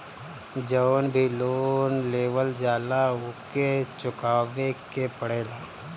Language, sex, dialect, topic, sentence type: Bhojpuri, male, Northern, banking, statement